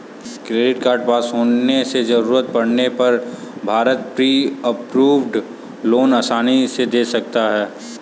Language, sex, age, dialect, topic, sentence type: Hindi, male, 18-24, Kanauji Braj Bhasha, banking, statement